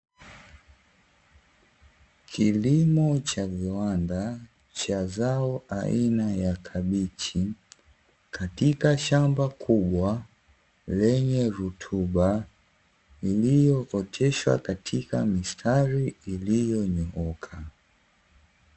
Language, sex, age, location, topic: Swahili, male, 18-24, Dar es Salaam, agriculture